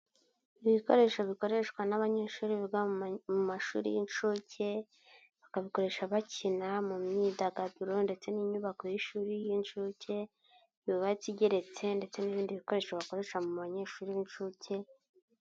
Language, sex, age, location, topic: Kinyarwanda, male, 25-35, Nyagatare, education